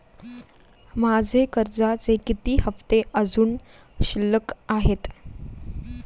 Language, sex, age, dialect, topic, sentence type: Marathi, female, 18-24, Standard Marathi, banking, question